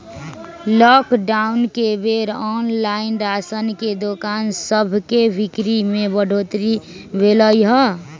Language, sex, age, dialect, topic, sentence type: Magahi, male, 36-40, Western, agriculture, statement